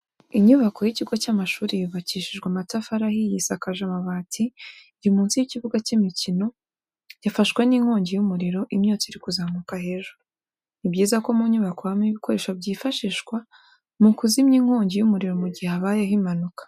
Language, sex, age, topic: Kinyarwanda, female, 18-24, education